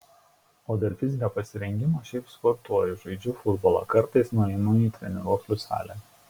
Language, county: Lithuanian, Šiauliai